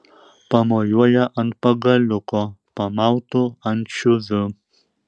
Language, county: Lithuanian, Šiauliai